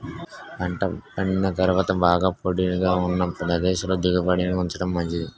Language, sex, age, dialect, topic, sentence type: Telugu, male, 18-24, Utterandhra, agriculture, statement